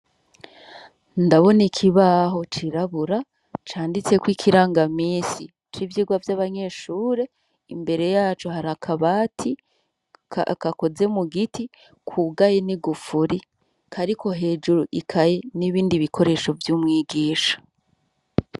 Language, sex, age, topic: Rundi, female, 36-49, education